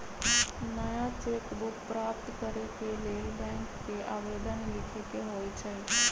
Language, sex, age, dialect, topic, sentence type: Magahi, female, 31-35, Western, banking, statement